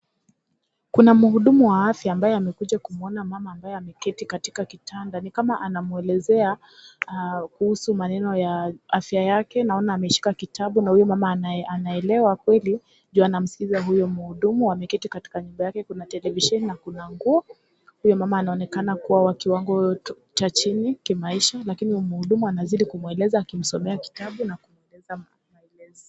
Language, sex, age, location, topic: Swahili, female, 25-35, Kisii, health